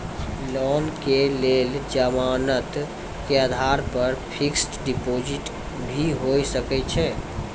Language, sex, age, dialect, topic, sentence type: Maithili, male, 18-24, Angika, banking, question